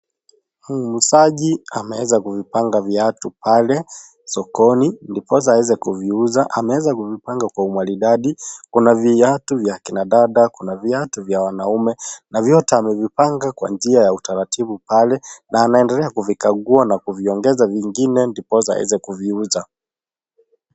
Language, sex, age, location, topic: Swahili, male, 25-35, Kisii, finance